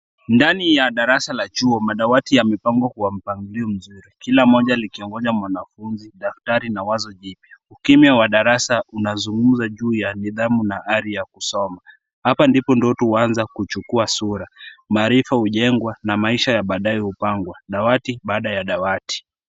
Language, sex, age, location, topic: Swahili, male, 18-24, Kisumu, education